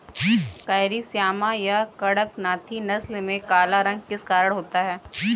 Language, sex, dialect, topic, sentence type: Hindi, female, Kanauji Braj Bhasha, agriculture, statement